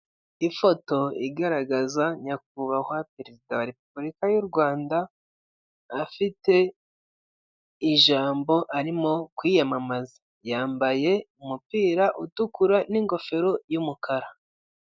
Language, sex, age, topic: Kinyarwanda, male, 25-35, government